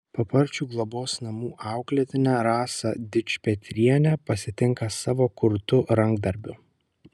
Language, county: Lithuanian, Kaunas